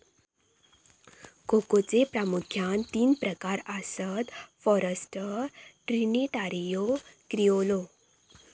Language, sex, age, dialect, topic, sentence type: Marathi, female, 25-30, Southern Konkan, agriculture, statement